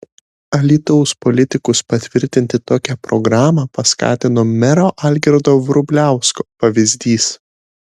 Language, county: Lithuanian, Šiauliai